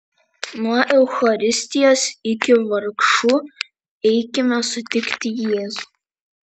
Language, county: Lithuanian, Vilnius